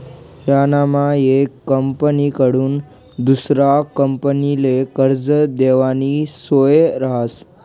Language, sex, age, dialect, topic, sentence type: Marathi, male, 25-30, Northern Konkan, banking, statement